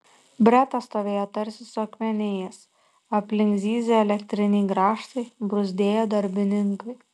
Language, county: Lithuanian, Šiauliai